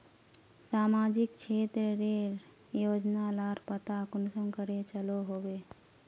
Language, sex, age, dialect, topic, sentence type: Magahi, female, 18-24, Northeastern/Surjapuri, banking, question